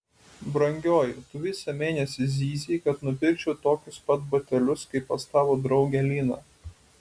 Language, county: Lithuanian, Utena